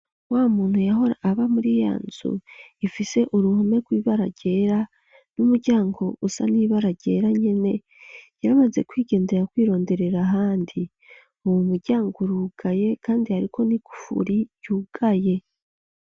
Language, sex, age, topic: Rundi, female, 25-35, education